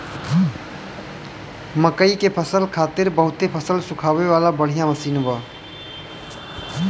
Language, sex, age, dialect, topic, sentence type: Bhojpuri, male, 25-30, Northern, agriculture, statement